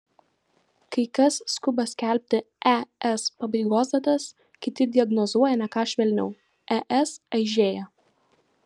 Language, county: Lithuanian, Vilnius